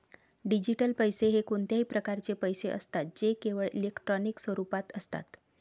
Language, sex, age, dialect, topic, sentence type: Marathi, female, 36-40, Varhadi, banking, statement